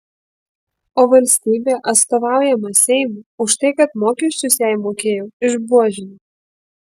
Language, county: Lithuanian, Kaunas